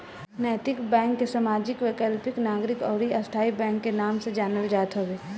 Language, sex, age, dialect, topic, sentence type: Bhojpuri, female, 18-24, Northern, banking, statement